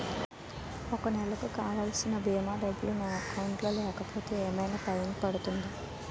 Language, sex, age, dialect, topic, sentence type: Telugu, female, 18-24, Utterandhra, banking, question